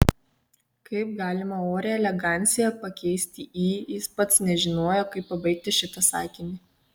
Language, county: Lithuanian, Kaunas